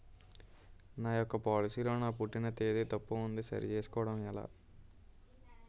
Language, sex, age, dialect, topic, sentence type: Telugu, male, 18-24, Utterandhra, banking, question